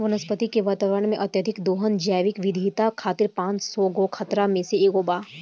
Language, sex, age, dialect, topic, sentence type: Bhojpuri, female, 18-24, Southern / Standard, agriculture, statement